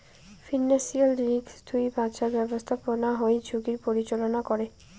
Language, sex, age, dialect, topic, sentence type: Bengali, female, 18-24, Rajbangshi, banking, statement